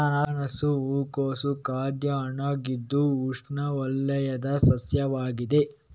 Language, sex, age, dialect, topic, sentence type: Kannada, male, 25-30, Coastal/Dakshin, agriculture, statement